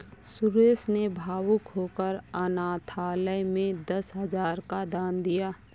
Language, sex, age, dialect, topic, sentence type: Hindi, female, 25-30, Awadhi Bundeli, banking, statement